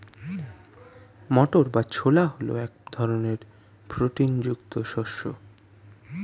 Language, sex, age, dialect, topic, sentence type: Bengali, male, 18-24, Standard Colloquial, agriculture, statement